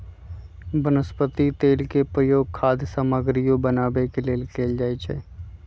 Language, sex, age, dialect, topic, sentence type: Magahi, male, 25-30, Western, agriculture, statement